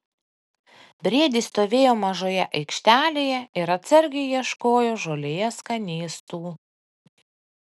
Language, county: Lithuanian, Panevėžys